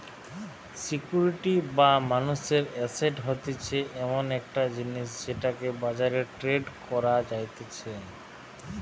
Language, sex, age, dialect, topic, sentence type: Bengali, male, 31-35, Western, banking, statement